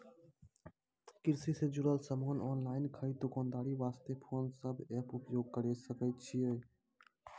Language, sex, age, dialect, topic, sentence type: Maithili, male, 18-24, Angika, agriculture, question